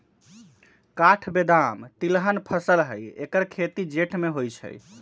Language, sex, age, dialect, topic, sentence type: Magahi, male, 18-24, Western, agriculture, statement